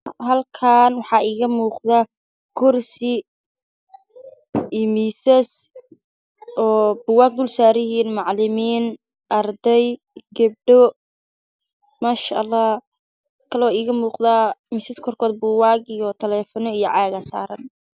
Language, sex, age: Somali, male, 25-35